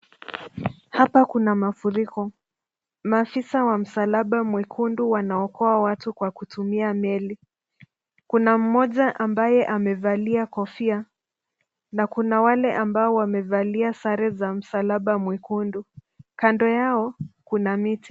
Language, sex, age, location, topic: Swahili, female, 25-35, Nairobi, health